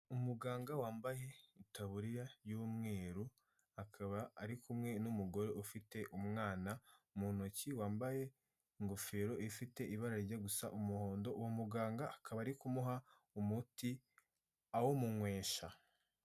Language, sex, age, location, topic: Kinyarwanda, female, 18-24, Kigali, health